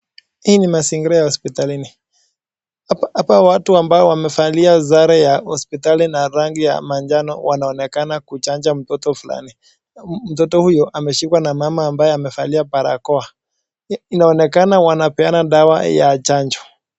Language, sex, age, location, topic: Swahili, male, 18-24, Nakuru, health